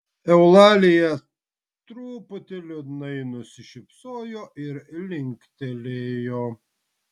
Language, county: Lithuanian, Vilnius